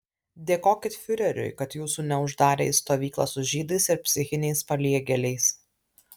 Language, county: Lithuanian, Alytus